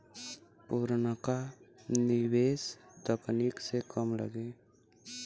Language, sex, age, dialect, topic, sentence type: Bhojpuri, male, 18-24, Western, banking, statement